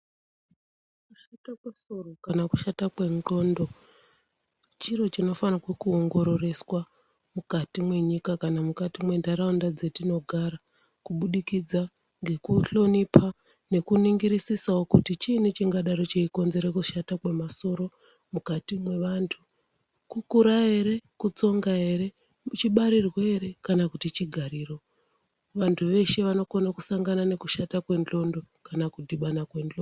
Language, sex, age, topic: Ndau, female, 36-49, health